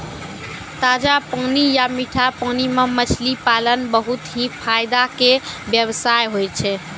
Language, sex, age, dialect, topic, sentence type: Maithili, female, 18-24, Angika, agriculture, statement